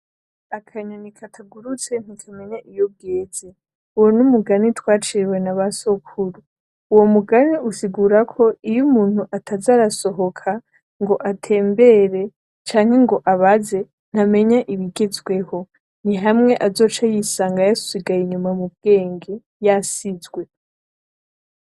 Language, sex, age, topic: Rundi, female, 18-24, agriculture